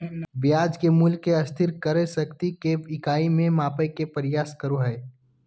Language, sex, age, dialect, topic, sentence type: Magahi, male, 18-24, Southern, banking, statement